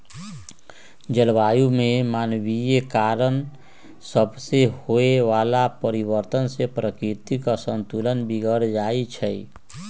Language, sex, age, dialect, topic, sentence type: Magahi, male, 60-100, Western, agriculture, statement